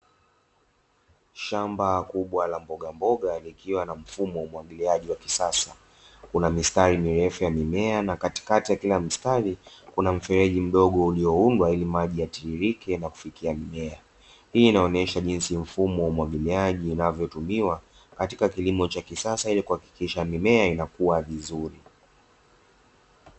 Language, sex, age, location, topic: Swahili, male, 25-35, Dar es Salaam, agriculture